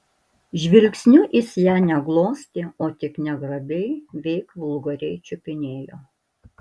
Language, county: Lithuanian, Alytus